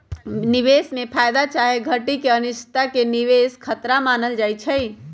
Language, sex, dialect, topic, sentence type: Magahi, male, Western, banking, statement